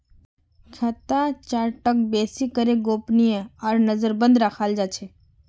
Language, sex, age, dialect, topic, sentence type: Magahi, female, 36-40, Northeastern/Surjapuri, banking, statement